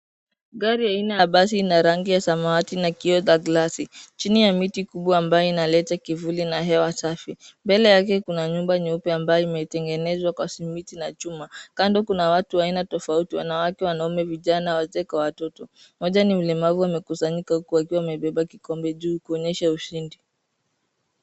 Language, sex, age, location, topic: Swahili, female, 18-24, Nairobi, education